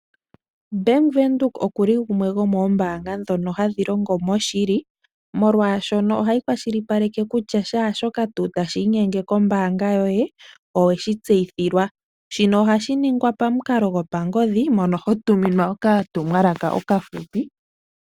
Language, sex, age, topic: Oshiwambo, female, 36-49, finance